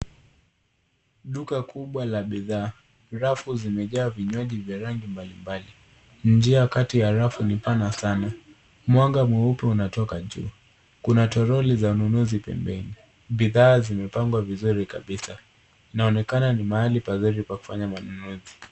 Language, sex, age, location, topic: Swahili, female, 18-24, Nairobi, finance